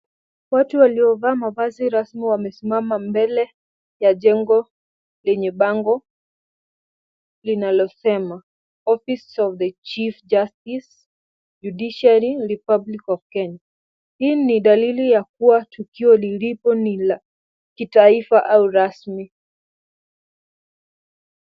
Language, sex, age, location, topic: Swahili, female, 18-24, Kisumu, government